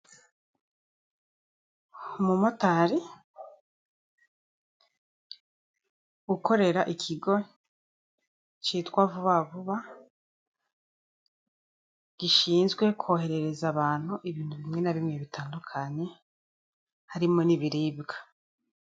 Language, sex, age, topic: Kinyarwanda, female, 25-35, finance